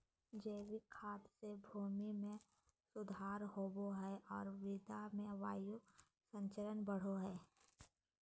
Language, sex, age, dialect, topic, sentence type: Magahi, female, 25-30, Southern, agriculture, statement